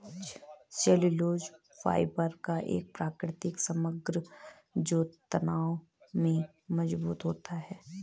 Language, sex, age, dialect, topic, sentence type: Hindi, female, 25-30, Garhwali, agriculture, statement